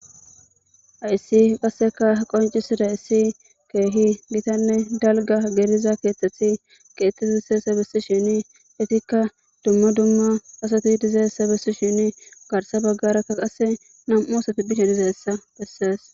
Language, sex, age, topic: Gamo, male, 18-24, government